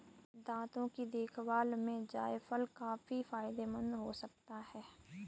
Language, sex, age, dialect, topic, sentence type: Hindi, female, 18-24, Kanauji Braj Bhasha, agriculture, statement